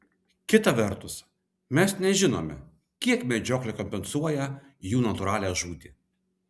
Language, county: Lithuanian, Vilnius